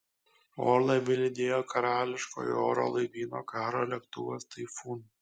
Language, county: Lithuanian, Kaunas